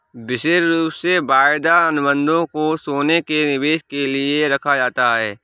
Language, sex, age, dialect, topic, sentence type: Hindi, male, 18-24, Awadhi Bundeli, banking, statement